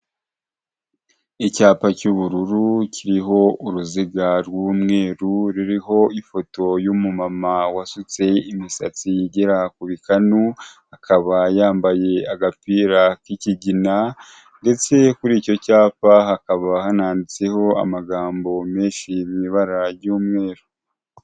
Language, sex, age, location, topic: Kinyarwanda, male, 25-35, Huye, health